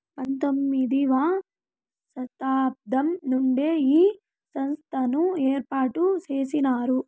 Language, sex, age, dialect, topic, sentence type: Telugu, female, 18-24, Southern, banking, statement